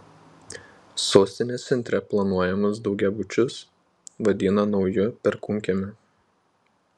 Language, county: Lithuanian, Panevėžys